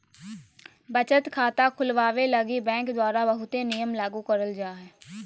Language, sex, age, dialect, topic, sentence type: Magahi, female, 18-24, Southern, banking, statement